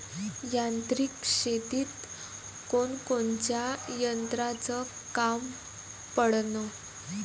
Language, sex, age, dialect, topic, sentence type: Marathi, female, 18-24, Varhadi, agriculture, question